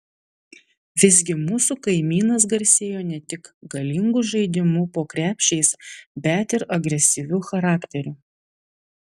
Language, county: Lithuanian, Vilnius